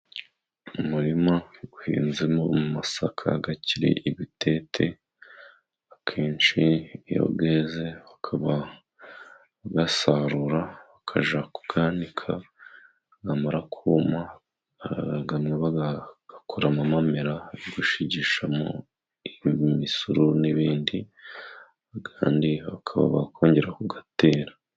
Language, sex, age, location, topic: Kinyarwanda, male, 25-35, Musanze, agriculture